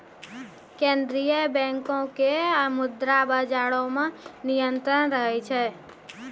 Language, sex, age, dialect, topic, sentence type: Maithili, female, 18-24, Angika, banking, statement